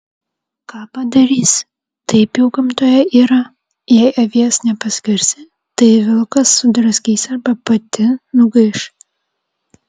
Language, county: Lithuanian, Vilnius